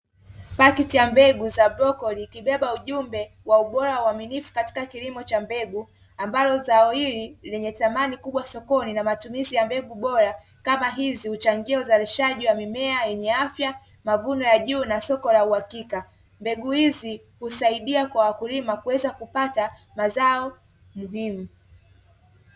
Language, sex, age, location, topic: Swahili, female, 25-35, Dar es Salaam, agriculture